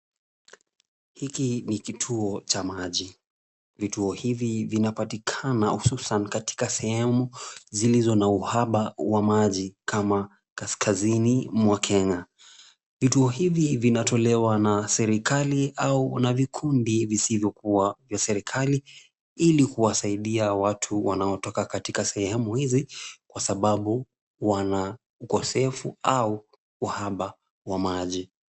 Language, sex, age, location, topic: Swahili, male, 25-35, Kisumu, health